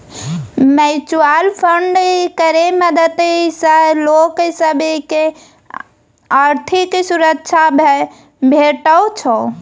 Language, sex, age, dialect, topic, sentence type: Maithili, female, 25-30, Bajjika, banking, statement